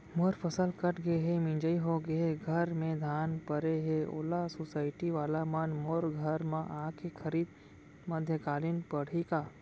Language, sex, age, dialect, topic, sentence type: Chhattisgarhi, male, 18-24, Central, agriculture, question